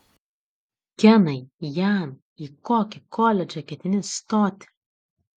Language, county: Lithuanian, Utena